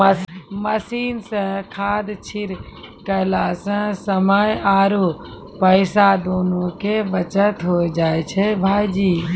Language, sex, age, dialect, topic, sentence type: Maithili, female, 18-24, Angika, agriculture, statement